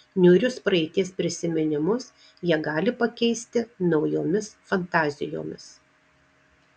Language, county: Lithuanian, Marijampolė